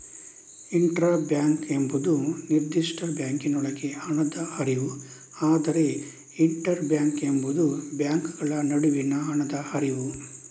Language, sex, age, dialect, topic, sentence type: Kannada, male, 31-35, Coastal/Dakshin, banking, statement